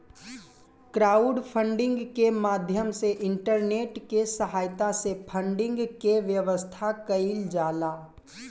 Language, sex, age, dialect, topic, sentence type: Bhojpuri, male, 18-24, Southern / Standard, banking, statement